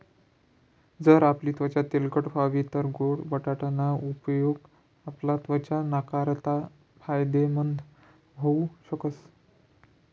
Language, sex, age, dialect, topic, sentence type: Marathi, male, 56-60, Northern Konkan, agriculture, statement